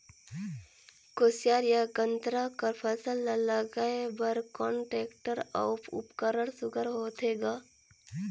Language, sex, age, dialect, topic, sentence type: Chhattisgarhi, female, 18-24, Northern/Bhandar, agriculture, question